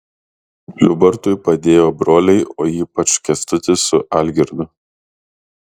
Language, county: Lithuanian, Kaunas